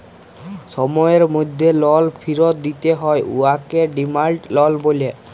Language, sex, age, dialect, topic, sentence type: Bengali, male, 18-24, Jharkhandi, banking, statement